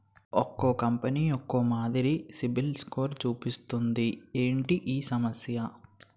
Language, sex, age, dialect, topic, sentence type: Telugu, male, 18-24, Utterandhra, banking, question